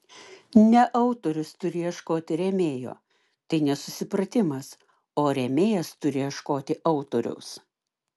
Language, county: Lithuanian, Klaipėda